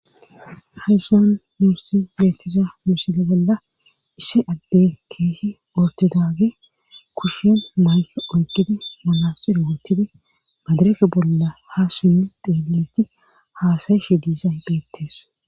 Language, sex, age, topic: Gamo, female, 18-24, government